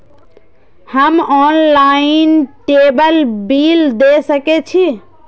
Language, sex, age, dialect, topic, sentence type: Maithili, female, 18-24, Eastern / Thethi, banking, question